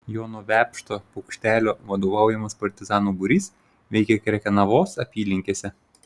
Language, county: Lithuanian, Šiauliai